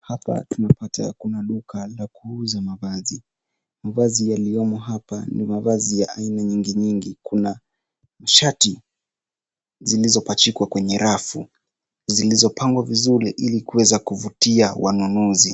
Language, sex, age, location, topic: Swahili, male, 18-24, Nairobi, finance